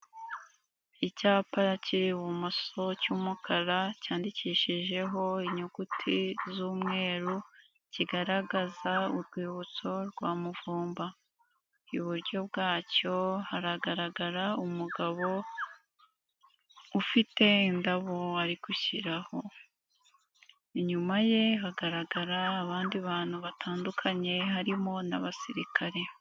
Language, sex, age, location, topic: Kinyarwanda, female, 18-24, Nyagatare, government